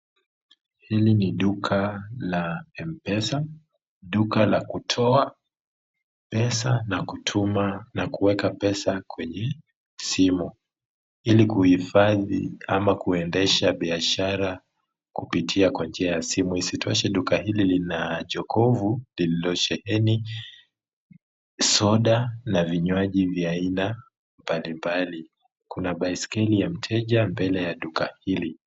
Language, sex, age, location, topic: Swahili, male, 25-35, Kisumu, finance